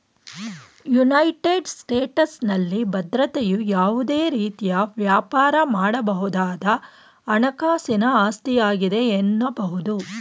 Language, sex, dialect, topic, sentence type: Kannada, female, Mysore Kannada, banking, statement